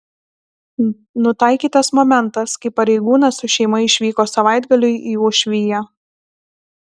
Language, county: Lithuanian, Alytus